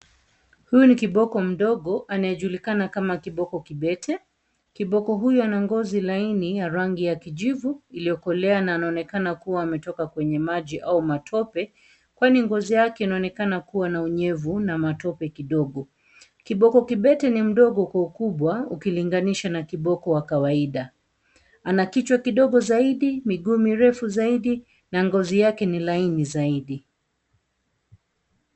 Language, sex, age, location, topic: Swahili, female, 36-49, Nairobi, government